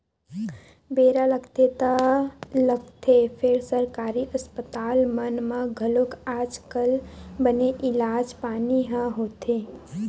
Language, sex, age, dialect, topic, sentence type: Chhattisgarhi, female, 18-24, Western/Budati/Khatahi, banking, statement